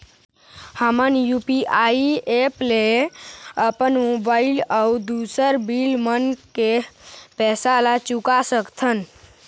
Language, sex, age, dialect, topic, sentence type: Chhattisgarhi, male, 51-55, Eastern, banking, statement